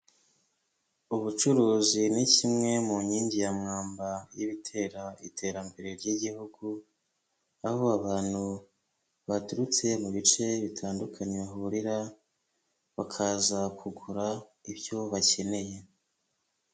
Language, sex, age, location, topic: Kinyarwanda, male, 25-35, Kigali, health